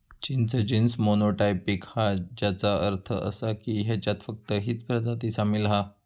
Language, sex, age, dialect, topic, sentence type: Marathi, female, 25-30, Southern Konkan, agriculture, statement